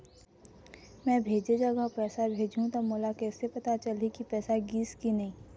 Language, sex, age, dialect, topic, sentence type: Chhattisgarhi, female, 36-40, Eastern, banking, question